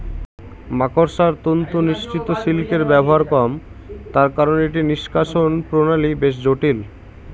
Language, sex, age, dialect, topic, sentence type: Bengali, male, 18-24, Northern/Varendri, agriculture, statement